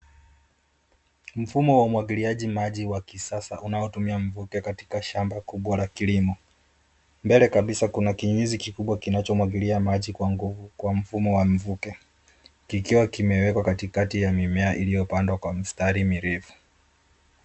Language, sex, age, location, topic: Swahili, male, 25-35, Nairobi, agriculture